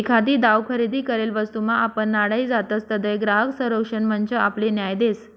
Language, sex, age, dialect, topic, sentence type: Marathi, female, 25-30, Northern Konkan, banking, statement